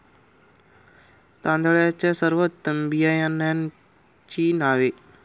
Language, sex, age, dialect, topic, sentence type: Marathi, male, 25-30, Standard Marathi, agriculture, question